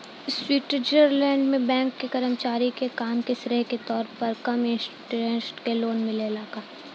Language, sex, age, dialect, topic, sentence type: Bhojpuri, female, 18-24, Southern / Standard, banking, question